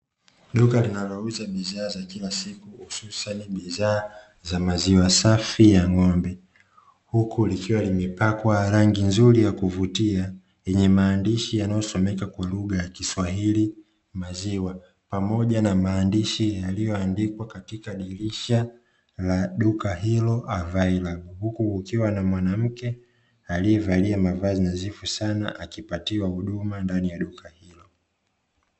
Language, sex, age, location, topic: Swahili, male, 25-35, Dar es Salaam, finance